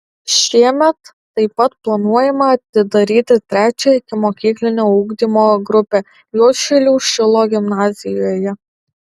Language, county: Lithuanian, Alytus